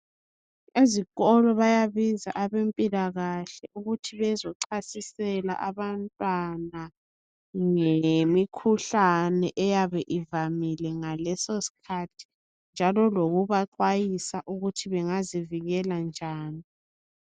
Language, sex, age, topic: North Ndebele, female, 25-35, health